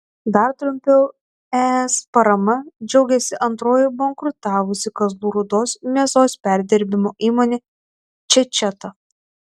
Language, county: Lithuanian, Tauragė